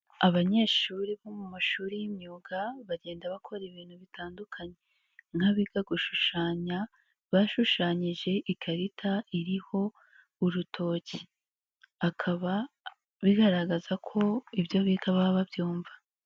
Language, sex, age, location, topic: Kinyarwanda, female, 18-24, Nyagatare, education